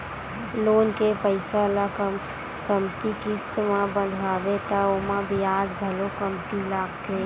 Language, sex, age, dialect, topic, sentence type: Chhattisgarhi, female, 25-30, Western/Budati/Khatahi, banking, statement